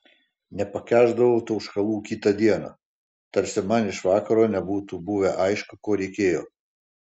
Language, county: Lithuanian, Panevėžys